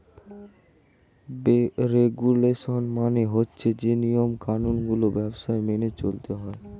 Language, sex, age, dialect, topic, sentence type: Bengali, male, 18-24, Standard Colloquial, banking, statement